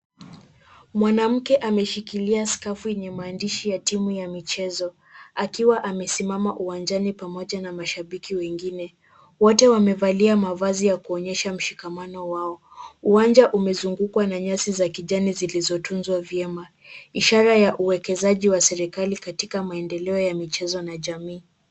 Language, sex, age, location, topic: Swahili, female, 18-24, Kisumu, government